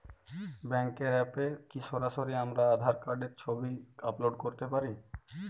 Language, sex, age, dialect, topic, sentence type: Bengali, male, 18-24, Jharkhandi, banking, question